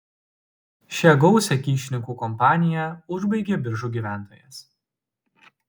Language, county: Lithuanian, Utena